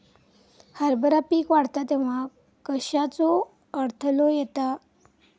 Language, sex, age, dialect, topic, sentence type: Marathi, female, 25-30, Southern Konkan, agriculture, question